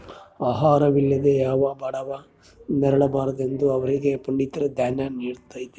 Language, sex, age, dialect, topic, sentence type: Kannada, male, 31-35, Central, agriculture, statement